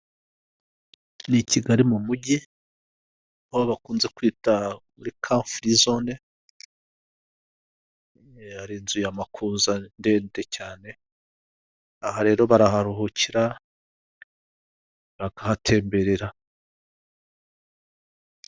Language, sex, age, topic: Kinyarwanda, male, 50+, government